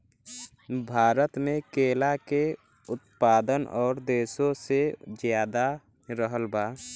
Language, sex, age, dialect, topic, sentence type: Bhojpuri, male, 18-24, Western, agriculture, statement